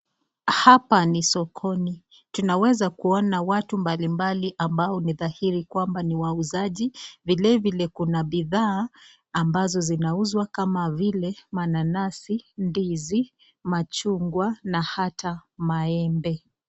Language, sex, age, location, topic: Swahili, female, 36-49, Nakuru, finance